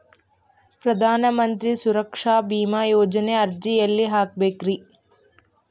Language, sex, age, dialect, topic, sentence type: Kannada, female, 18-24, Dharwad Kannada, banking, question